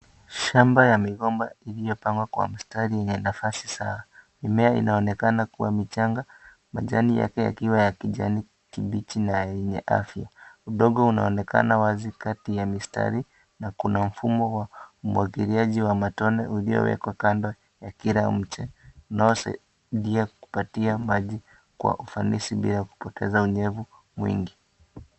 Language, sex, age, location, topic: Swahili, male, 25-35, Kisii, agriculture